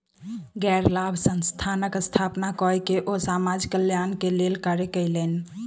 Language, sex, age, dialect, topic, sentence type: Maithili, female, 18-24, Southern/Standard, banking, statement